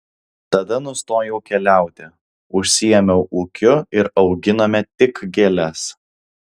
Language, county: Lithuanian, Alytus